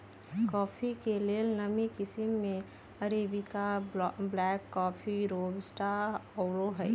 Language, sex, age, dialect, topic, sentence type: Magahi, female, 31-35, Western, agriculture, statement